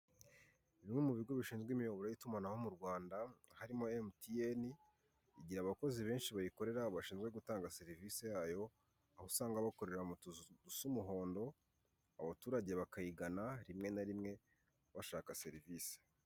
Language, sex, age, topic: Kinyarwanda, male, 18-24, finance